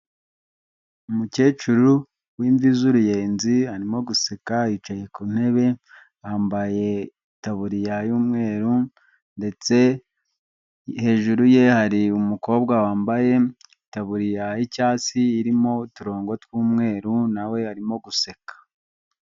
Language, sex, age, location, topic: Kinyarwanda, male, 25-35, Huye, health